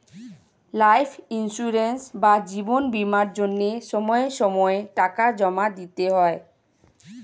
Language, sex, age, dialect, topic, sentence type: Bengali, female, 36-40, Standard Colloquial, banking, statement